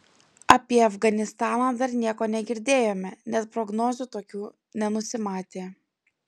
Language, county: Lithuanian, Klaipėda